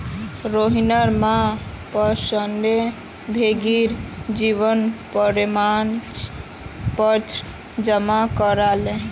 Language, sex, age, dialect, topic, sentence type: Magahi, female, 18-24, Northeastern/Surjapuri, banking, statement